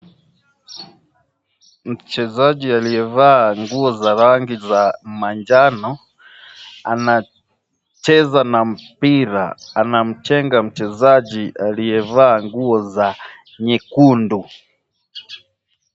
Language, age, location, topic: Swahili, 36-49, Nakuru, government